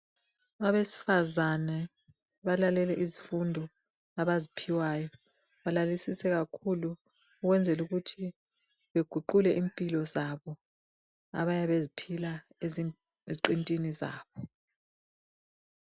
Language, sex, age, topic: North Ndebele, female, 25-35, health